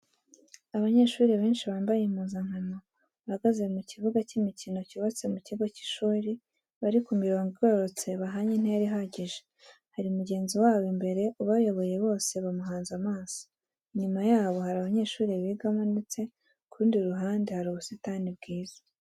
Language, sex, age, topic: Kinyarwanda, female, 18-24, education